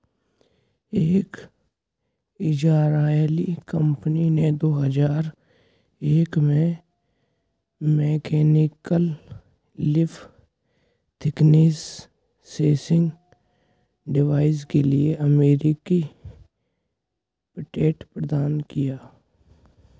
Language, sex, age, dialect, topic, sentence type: Hindi, male, 18-24, Hindustani Malvi Khadi Boli, agriculture, statement